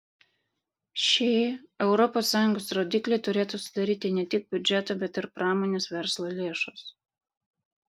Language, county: Lithuanian, Vilnius